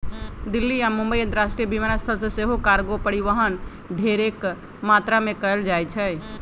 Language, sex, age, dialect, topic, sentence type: Magahi, female, 25-30, Western, banking, statement